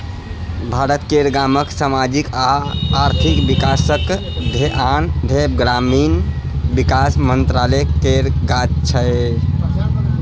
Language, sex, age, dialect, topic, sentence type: Maithili, male, 31-35, Bajjika, agriculture, statement